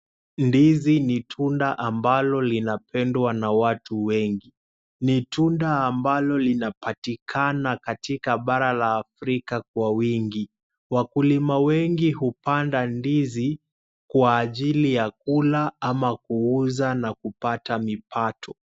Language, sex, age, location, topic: Swahili, male, 18-24, Kisumu, agriculture